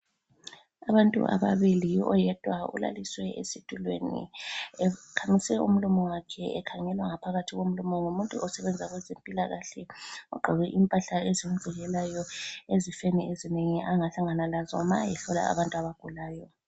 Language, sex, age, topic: North Ndebele, female, 36-49, health